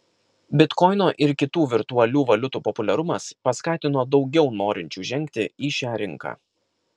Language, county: Lithuanian, Kaunas